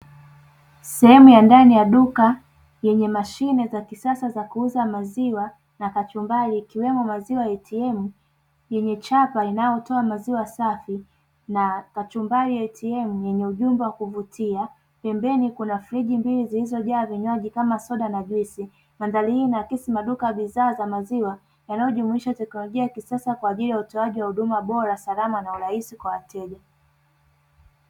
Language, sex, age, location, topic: Swahili, male, 18-24, Dar es Salaam, finance